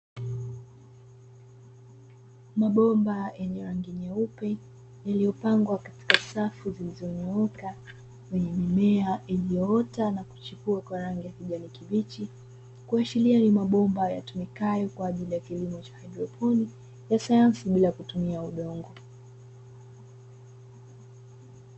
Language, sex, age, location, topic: Swahili, female, 25-35, Dar es Salaam, agriculture